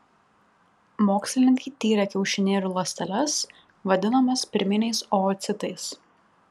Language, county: Lithuanian, Panevėžys